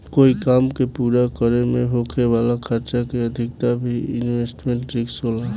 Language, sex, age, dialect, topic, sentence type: Bhojpuri, male, 18-24, Southern / Standard, banking, statement